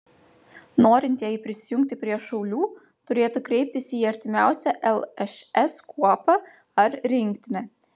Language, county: Lithuanian, Panevėžys